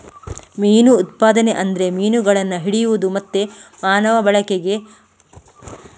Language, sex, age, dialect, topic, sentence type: Kannada, female, 18-24, Coastal/Dakshin, agriculture, statement